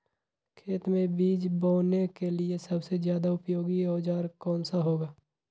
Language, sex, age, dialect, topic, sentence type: Magahi, male, 25-30, Western, agriculture, question